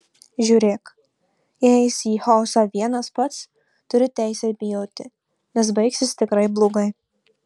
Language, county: Lithuanian, Marijampolė